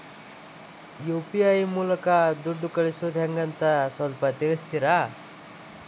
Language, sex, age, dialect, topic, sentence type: Kannada, male, 18-24, Dharwad Kannada, banking, question